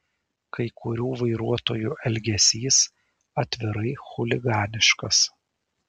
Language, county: Lithuanian, Šiauliai